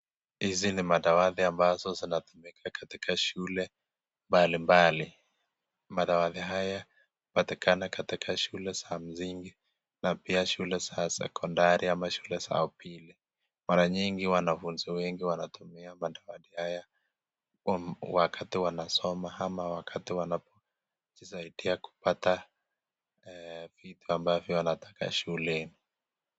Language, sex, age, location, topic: Swahili, male, 25-35, Nakuru, education